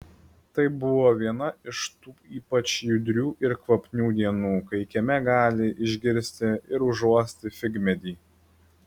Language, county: Lithuanian, Klaipėda